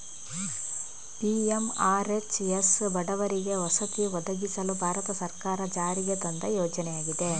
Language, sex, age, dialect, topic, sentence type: Kannada, female, 25-30, Coastal/Dakshin, agriculture, statement